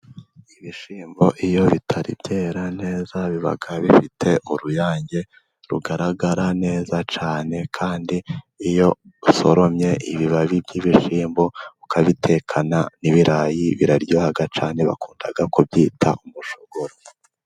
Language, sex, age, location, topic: Kinyarwanda, male, 18-24, Musanze, agriculture